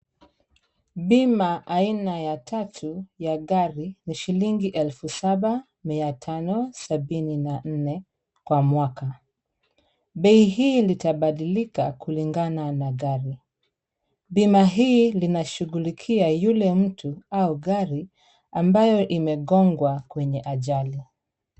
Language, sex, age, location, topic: Swahili, female, 36-49, Kisumu, finance